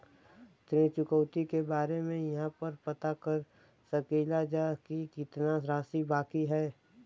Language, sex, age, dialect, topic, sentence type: Bhojpuri, female, 18-24, Western, banking, question